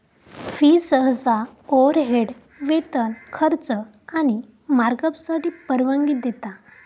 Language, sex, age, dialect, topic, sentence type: Marathi, female, 18-24, Southern Konkan, banking, statement